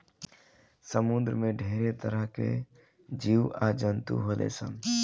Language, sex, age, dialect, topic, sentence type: Bhojpuri, male, 25-30, Southern / Standard, agriculture, statement